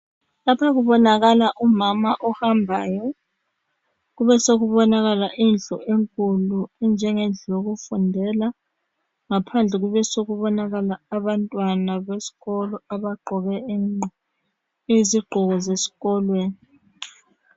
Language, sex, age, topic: North Ndebele, female, 36-49, education